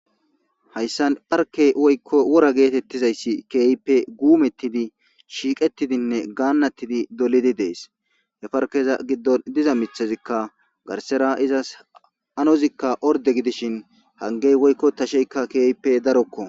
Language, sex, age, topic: Gamo, male, 25-35, government